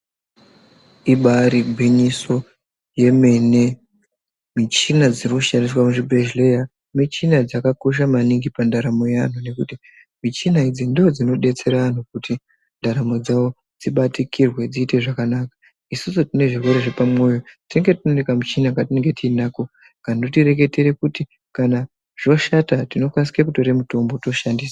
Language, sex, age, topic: Ndau, male, 25-35, health